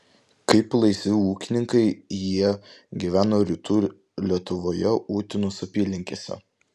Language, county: Lithuanian, Vilnius